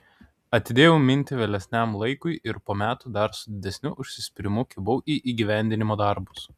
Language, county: Lithuanian, Kaunas